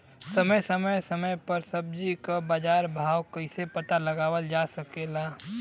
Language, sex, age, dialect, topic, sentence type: Bhojpuri, male, 18-24, Western, agriculture, question